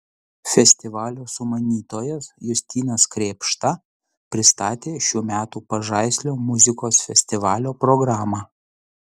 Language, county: Lithuanian, Utena